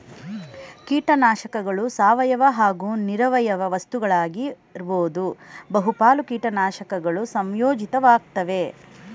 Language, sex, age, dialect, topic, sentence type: Kannada, female, 41-45, Mysore Kannada, agriculture, statement